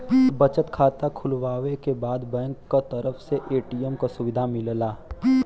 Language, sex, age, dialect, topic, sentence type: Bhojpuri, male, 18-24, Western, banking, statement